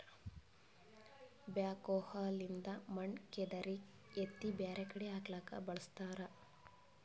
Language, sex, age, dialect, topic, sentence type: Kannada, female, 18-24, Northeastern, agriculture, statement